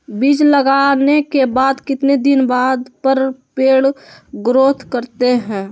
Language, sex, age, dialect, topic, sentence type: Magahi, male, 18-24, Western, agriculture, question